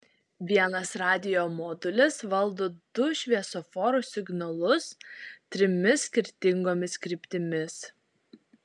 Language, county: Lithuanian, Šiauliai